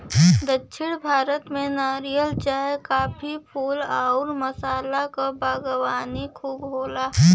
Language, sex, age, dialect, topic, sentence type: Bhojpuri, female, 60-100, Western, agriculture, statement